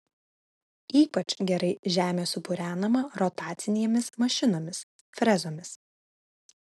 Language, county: Lithuanian, Vilnius